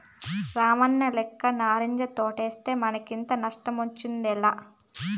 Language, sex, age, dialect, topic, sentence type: Telugu, female, 25-30, Southern, agriculture, statement